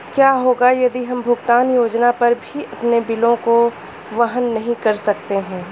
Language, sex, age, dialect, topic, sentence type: Hindi, male, 36-40, Hindustani Malvi Khadi Boli, banking, question